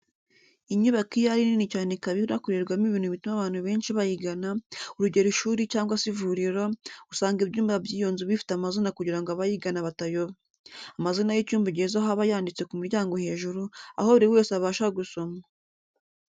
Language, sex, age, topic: Kinyarwanda, female, 18-24, education